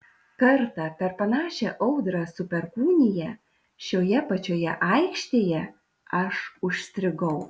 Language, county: Lithuanian, Šiauliai